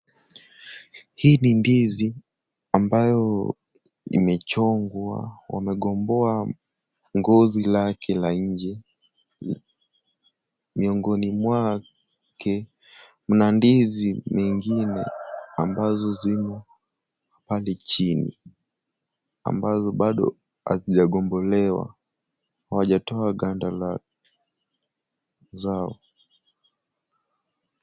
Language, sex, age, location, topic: Swahili, male, 18-24, Kisumu, agriculture